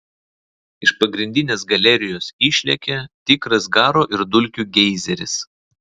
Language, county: Lithuanian, Vilnius